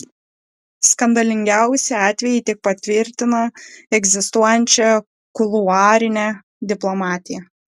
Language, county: Lithuanian, Kaunas